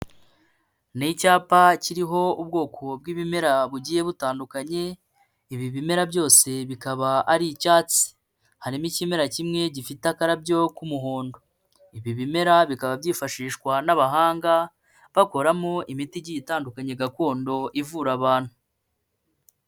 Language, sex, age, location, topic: Kinyarwanda, male, 25-35, Kigali, health